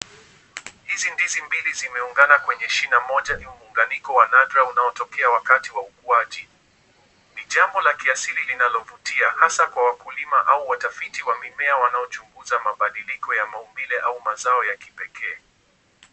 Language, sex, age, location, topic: Swahili, male, 18-24, Kisumu, agriculture